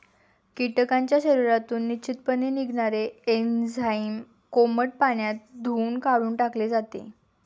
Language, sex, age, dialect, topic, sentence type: Marathi, female, 18-24, Standard Marathi, agriculture, statement